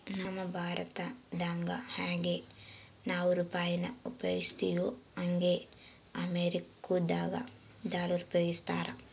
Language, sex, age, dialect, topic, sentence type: Kannada, female, 18-24, Central, banking, statement